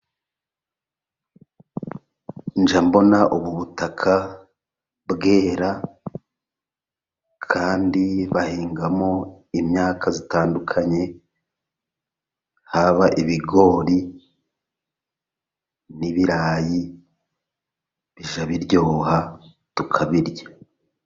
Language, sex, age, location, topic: Kinyarwanda, male, 36-49, Musanze, agriculture